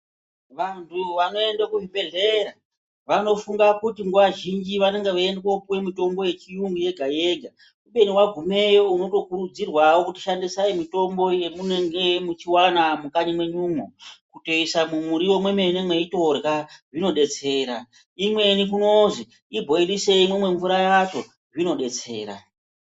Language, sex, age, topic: Ndau, female, 36-49, health